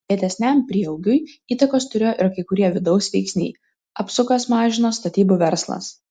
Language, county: Lithuanian, Vilnius